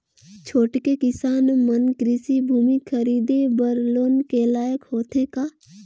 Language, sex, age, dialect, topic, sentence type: Chhattisgarhi, female, 18-24, Northern/Bhandar, agriculture, statement